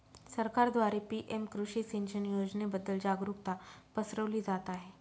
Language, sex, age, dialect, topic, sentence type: Marathi, female, 31-35, Northern Konkan, agriculture, statement